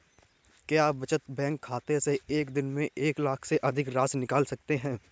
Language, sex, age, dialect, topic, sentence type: Hindi, male, 18-24, Kanauji Braj Bhasha, banking, question